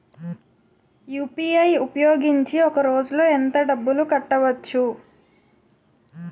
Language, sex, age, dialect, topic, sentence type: Telugu, female, 25-30, Utterandhra, banking, question